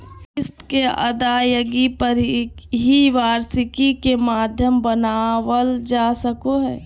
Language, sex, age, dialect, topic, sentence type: Magahi, female, 18-24, Southern, banking, statement